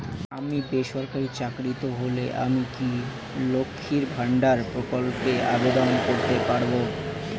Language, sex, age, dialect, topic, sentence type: Bengali, male, 18-24, Rajbangshi, banking, question